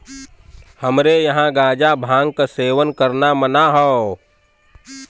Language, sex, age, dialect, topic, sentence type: Bhojpuri, male, 36-40, Western, agriculture, statement